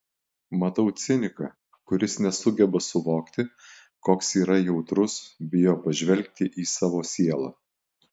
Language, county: Lithuanian, Alytus